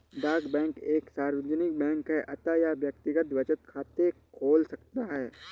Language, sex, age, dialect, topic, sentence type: Hindi, male, 31-35, Awadhi Bundeli, banking, statement